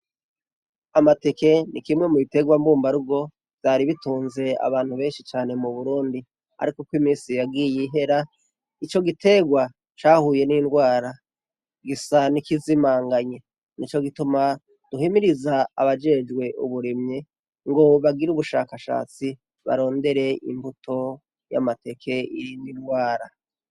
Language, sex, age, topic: Rundi, male, 36-49, education